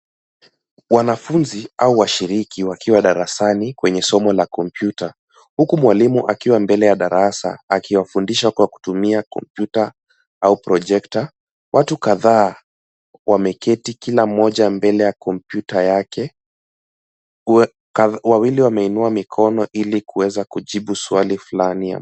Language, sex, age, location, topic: Swahili, male, 18-24, Nairobi, education